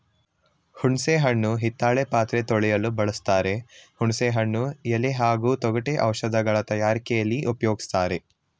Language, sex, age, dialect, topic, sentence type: Kannada, male, 18-24, Mysore Kannada, agriculture, statement